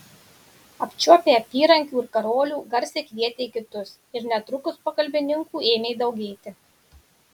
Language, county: Lithuanian, Marijampolė